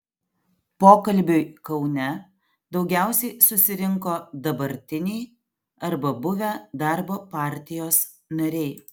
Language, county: Lithuanian, Alytus